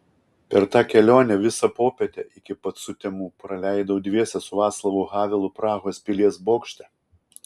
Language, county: Lithuanian, Kaunas